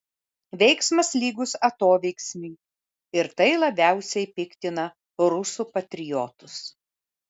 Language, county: Lithuanian, Vilnius